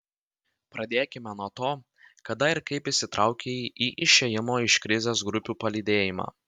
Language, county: Lithuanian, Vilnius